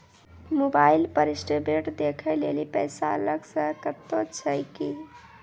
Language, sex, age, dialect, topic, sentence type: Maithili, male, 18-24, Angika, banking, question